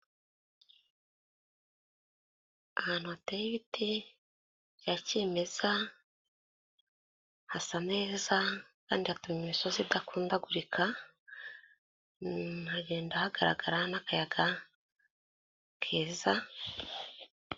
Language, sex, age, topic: Kinyarwanda, female, 25-35, government